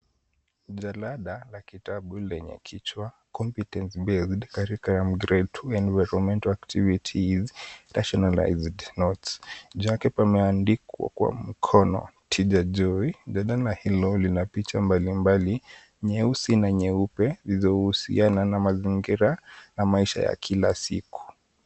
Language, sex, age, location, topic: Swahili, male, 18-24, Kisumu, education